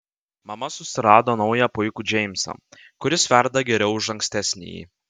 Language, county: Lithuanian, Vilnius